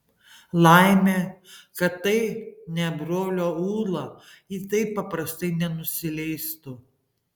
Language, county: Lithuanian, Panevėžys